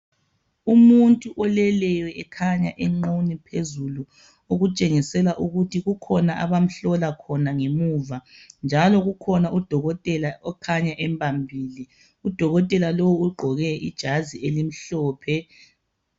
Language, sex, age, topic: North Ndebele, male, 36-49, health